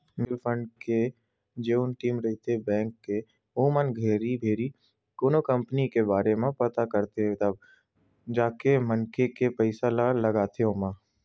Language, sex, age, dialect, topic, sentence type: Chhattisgarhi, male, 18-24, Western/Budati/Khatahi, banking, statement